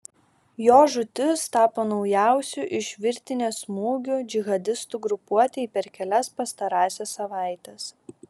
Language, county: Lithuanian, Šiauliai